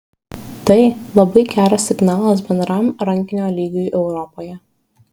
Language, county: Lithuanian, Šiauliai